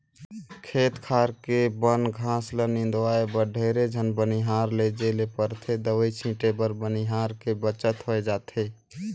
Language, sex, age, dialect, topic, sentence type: Chhattisgarhi, male, 18-24, Northern/Bhandar, agriculture, statement